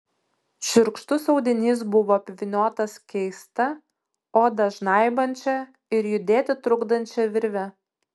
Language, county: Lithuanian, Utena